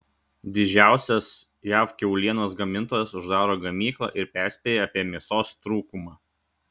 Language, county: Lithuanian, Šiauliai